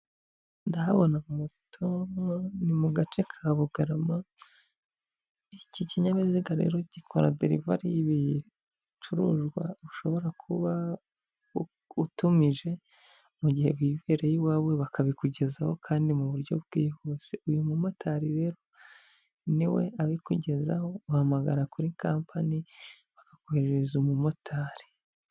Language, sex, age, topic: Kinyarwanda, male, 25-35, finance